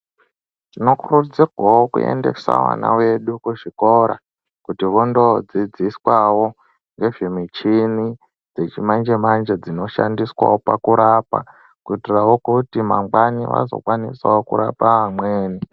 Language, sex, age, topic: Ndau, male, 18-24, health